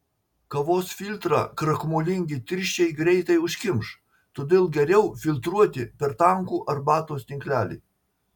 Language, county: Lithuanian, Marijampolė